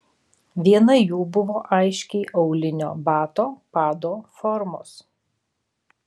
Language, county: Lithuanian, Alytus